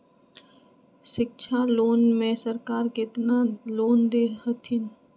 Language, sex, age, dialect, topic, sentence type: Magahi, female, 25-30, Western, banking, question